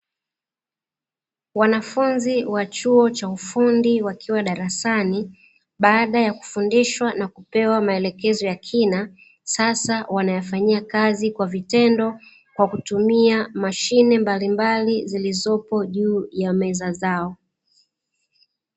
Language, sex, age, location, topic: Swahili, female, 36-49, Dar es Salaam, education